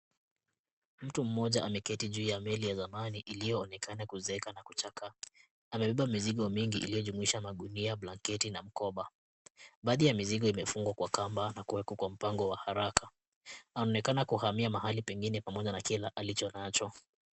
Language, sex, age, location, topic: Swahili, male, 18-24, Kisumu, health